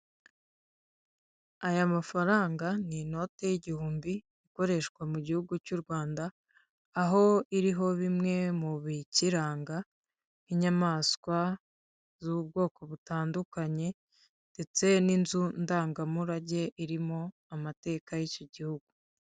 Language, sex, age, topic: Kinyarwanda, female, 50+, finance